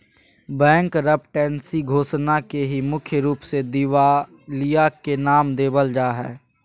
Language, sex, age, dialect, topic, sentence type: Magahi, male, 31-35, Southern, banking, statement